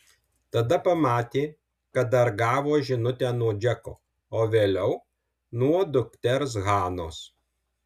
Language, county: Lithuanian, Alytus